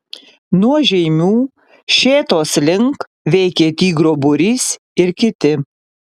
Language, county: Lithuanian, Panevėžys